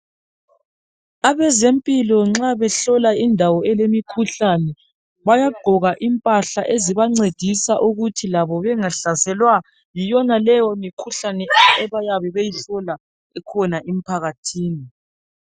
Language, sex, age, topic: North Ndebele, female, 36-49, health